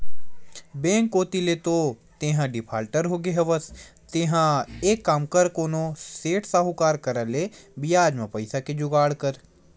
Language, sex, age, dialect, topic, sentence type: Chhattisgarhi, male, 18-24, Western/Budati/Khatahi, banking, statement